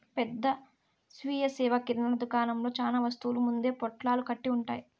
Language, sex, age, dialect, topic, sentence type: Telugu, female, 56-60, Southern, agriculture, statement